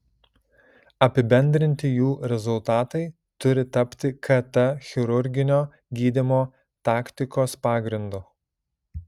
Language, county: Lithuanian, Šiauliai